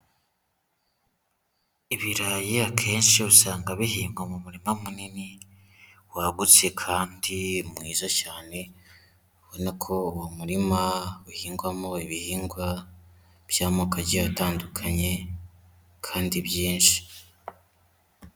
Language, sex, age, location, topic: Kinyarwanda, male, 18-24, Huye, agriculture